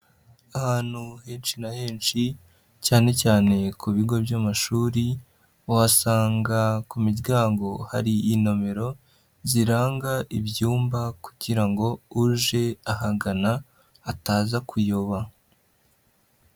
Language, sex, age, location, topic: Kinyarwanda, male, 25-35, Huye, education